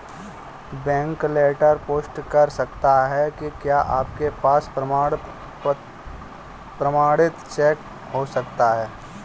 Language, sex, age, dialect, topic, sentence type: Hindi, male, 25-30, Kanauji Braj Bhasha, banking, statement